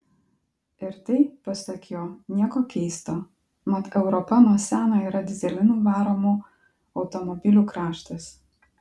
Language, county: Lithuanian, Klaipėda